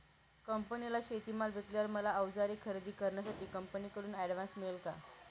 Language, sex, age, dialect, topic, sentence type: Marathi, female, 18-24, Northern Konkan, agriculture, question